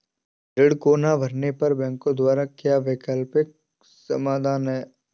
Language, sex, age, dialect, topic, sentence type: Hindi, male, 18-24, Awadhi Bundeli, banking, question